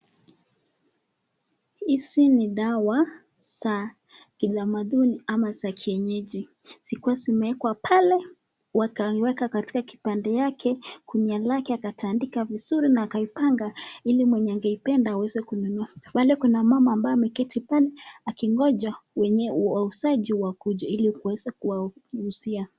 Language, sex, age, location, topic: Swahili, female, 25-35, Nakuru, health